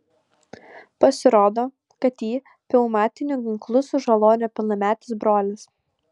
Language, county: Lithuanian, Alytus